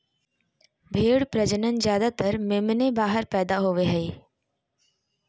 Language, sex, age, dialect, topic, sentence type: Magahi, female, 31-35, Southern, agriculture, statement